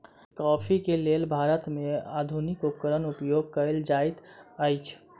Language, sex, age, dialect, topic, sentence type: Maithili, male, 18-24, Southern/Standard, agriculture, statement